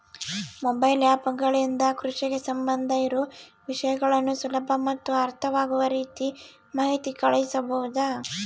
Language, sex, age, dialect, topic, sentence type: Kannada, female, 18-24, Central, agriculture, question